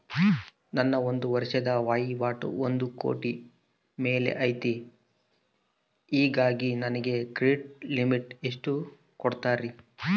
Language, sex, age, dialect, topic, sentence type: Kannada, male, 25-30, Central, banking, question